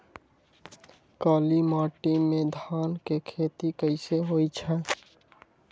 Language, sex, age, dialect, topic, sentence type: Magahi, male, 25-30, Western, agriculture, question